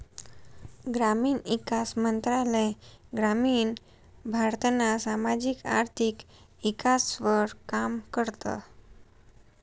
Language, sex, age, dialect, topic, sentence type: Marathi, female, 18-24, Northern Konkan, agriculture, statement